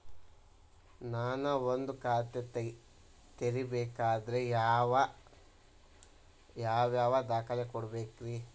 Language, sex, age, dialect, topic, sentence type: Kannada, male, 18-24, Dharwad Kannada, banking, question